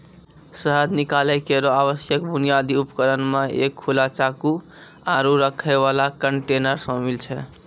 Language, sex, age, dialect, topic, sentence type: Maithili, male, 18-24, Angika, agriculture, statement